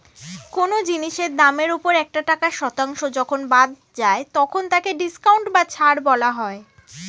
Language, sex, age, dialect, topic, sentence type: Bengali, female, 18-24, Standard Colloquial, banking, statement